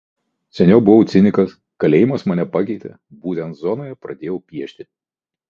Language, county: Lithuanian, Kaunas